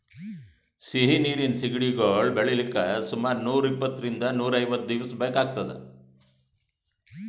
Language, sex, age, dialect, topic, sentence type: Kannada, male, 60-100, Northeastern, agriculture, statement